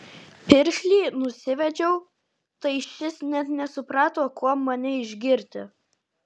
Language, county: Lithuanian, Kaunas